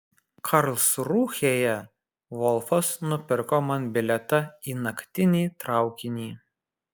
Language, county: Lithuanian, Kaunas